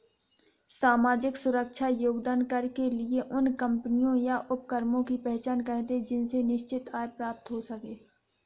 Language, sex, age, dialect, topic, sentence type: Hindi, female, 56-60, Hindustani Malvi Khadi Boli, banking, statement